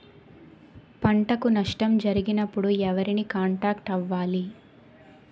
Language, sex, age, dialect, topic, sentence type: Telugu, female, 18-24, Utterandhra, agriculture, question